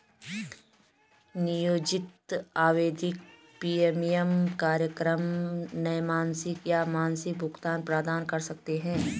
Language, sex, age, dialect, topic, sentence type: Hindi, female, 36-40, Garhwali, banking, statement